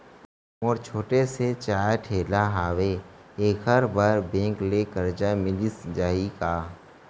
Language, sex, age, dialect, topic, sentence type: Chhattisgarhi, male, 25-30, Central, banking, question